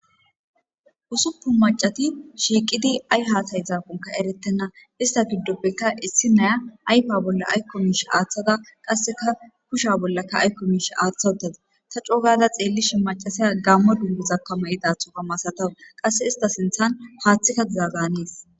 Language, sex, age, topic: Gamo, female, 25-35, government